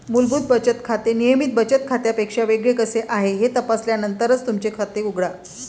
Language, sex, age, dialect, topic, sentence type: Marathi, female, 56-60, Varhadi, banking, statement